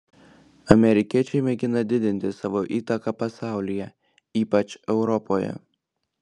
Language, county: Lithuanian, Klaipėda